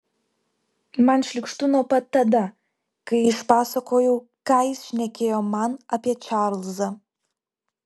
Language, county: Lithuanian, Vilnius